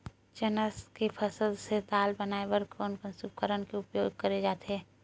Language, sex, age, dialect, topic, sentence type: Chhattisgarhi, female, 51-55, Western/Budati/Khatahi, agriculture, question